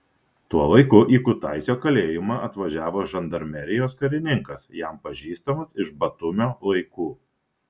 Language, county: Lithuanian, Šiauliai